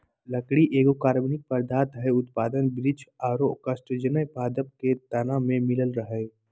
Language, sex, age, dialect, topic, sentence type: Magahi, male, 18-24, Southern, agriculture, statement